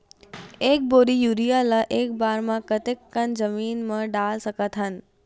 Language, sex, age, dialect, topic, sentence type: Chhattisgarhi, female, 18-24, Western/Budati/Khatahi, agriculture, question